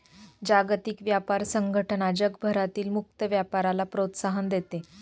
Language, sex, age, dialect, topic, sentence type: Marathi, female, 25-30, Northern Konkan, banking, statement